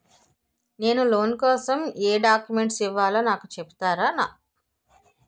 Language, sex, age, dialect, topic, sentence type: Telugu, female, 18-24, Utterandhra, banking, question